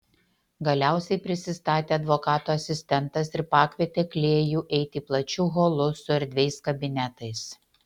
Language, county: Lithuanian, Utena